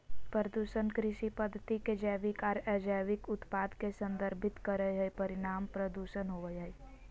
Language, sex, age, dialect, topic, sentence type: Magahi, female, 18-24, Southern, agriculture, statement